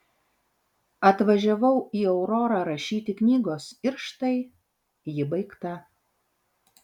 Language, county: Lithuanian, Vilnius